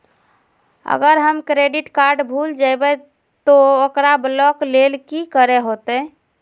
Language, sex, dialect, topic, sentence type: Magahi, female, Southern, banking, question